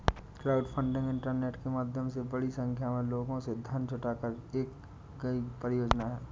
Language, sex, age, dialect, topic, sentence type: Hindi, male, 18-24, Awadhi Bundeli, banking, statement